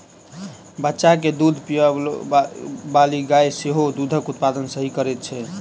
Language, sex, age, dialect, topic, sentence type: Maithili, male, 18-24, Southern/Standard, agriculture, statement